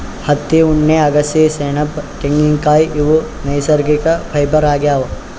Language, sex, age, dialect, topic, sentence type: Kannada, male, 60-100, Northeastern, agriculture, statement